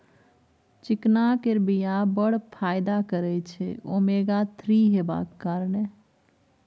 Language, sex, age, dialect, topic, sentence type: Maithili, female, 36-40, Bajjika, agriculture, statement